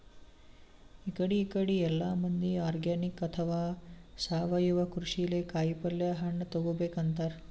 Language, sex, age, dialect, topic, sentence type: Kannada, male, 18-24, Northeastern, agriculture, statement